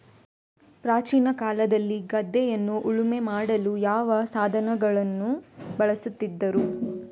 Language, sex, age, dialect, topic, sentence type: Kannada, female, 25-30, Coastal/Dakshin, agriculture, question